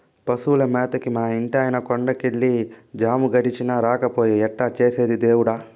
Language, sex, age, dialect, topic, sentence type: Telugu, female, 18-24, Southern, agriculture, statement